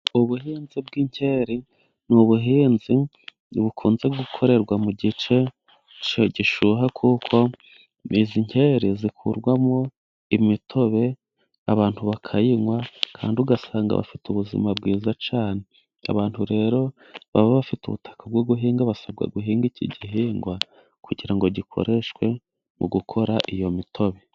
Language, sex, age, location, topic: Kinyarwanda, male, 25-35, Musanze, agriculture